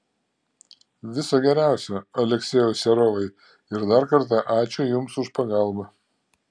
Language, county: Lithuanian, Klaipėda